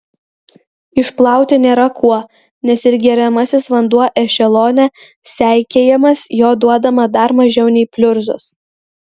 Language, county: Lithuanian, Kaunas